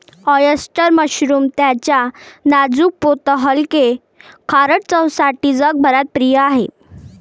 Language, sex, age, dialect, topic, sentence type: Marathi, female, 18-24, Varhadi, agriculture, statement